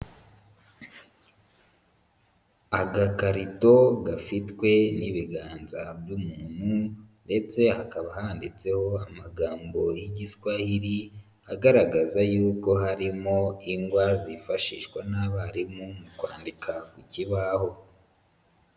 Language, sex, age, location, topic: Kinyarwanda, male, 25-35, Huye, education